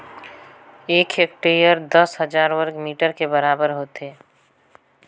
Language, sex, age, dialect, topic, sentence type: Chhattisgarhi, female, 25-30, Northern/Bhandar, agriculture, statement